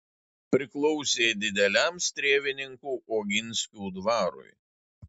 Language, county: Lithuanian, Šiauliai